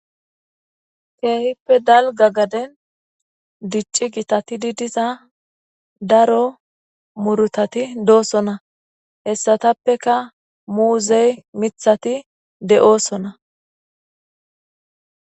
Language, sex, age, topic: Gamo, female, 25-35, agriculture